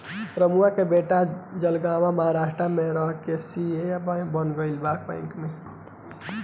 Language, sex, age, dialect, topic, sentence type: Bhojpuri, male, 18-24, Southern / Standard, banking, question